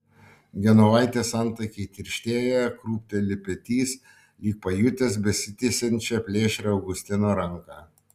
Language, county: Lithuanian, Šiauliai